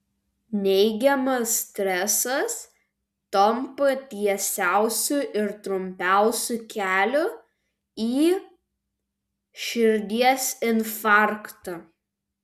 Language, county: Lithuanian, Vilnius